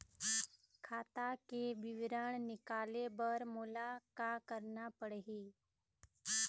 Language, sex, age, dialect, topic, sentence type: Chhattisgarhi, female, 56-60, Eastern, banking, question